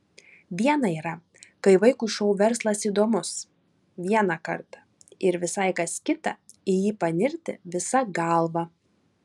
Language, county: Lithuanian, Klaipėda